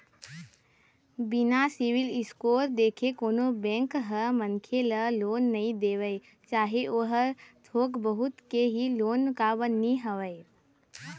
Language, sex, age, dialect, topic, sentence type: Chhattisgarhi, male, 41-45, Eastern, banking, statement